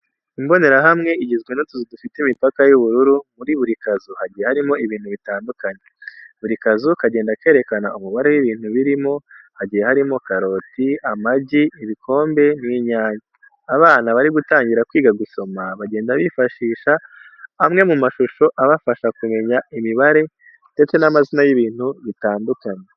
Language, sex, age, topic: Kinyarwanda, male, 18-24, education